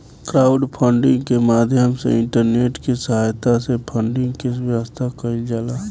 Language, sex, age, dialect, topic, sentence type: Bhojpuri, male, 18-24, Southern / Standard, banking, statement